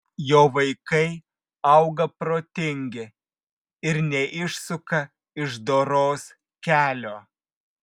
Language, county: Lithuanian, Vilnius